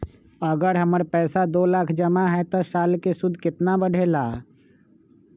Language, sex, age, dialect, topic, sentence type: Magahi, male, 25-30, Western, banking, question